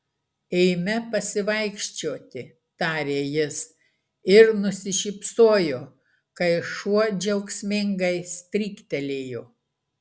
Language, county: Lithuanian, Klaipėda